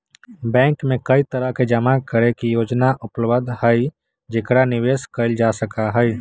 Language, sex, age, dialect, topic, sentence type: Magahi, male, 18-24, Western, banking, statement